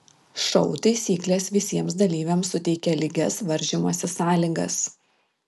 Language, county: Lithuanian, Vilnius